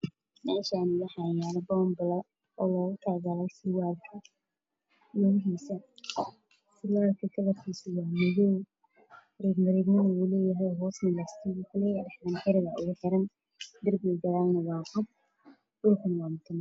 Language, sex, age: Somali, female, 18-24